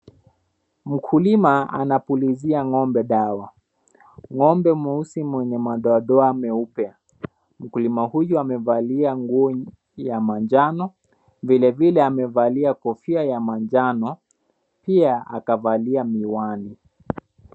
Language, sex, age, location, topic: Swahili, male, 18-24, Mombasa, agriculture